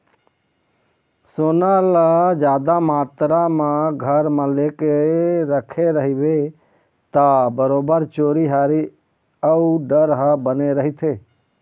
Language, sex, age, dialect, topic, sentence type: Chhattisgarhi, male, 25-30, Eastern, banking, statement